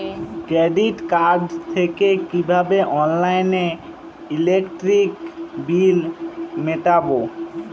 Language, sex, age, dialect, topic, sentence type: Bengali, male, 25-30, Jharkhandi, banking, question